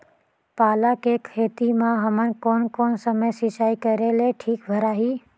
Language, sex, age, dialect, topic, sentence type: Chhattisgarhi, female, 18-24, Northern/Bhandar, agriculture, question